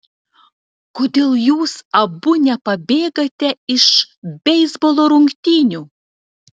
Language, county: Lithuanian, Telšiai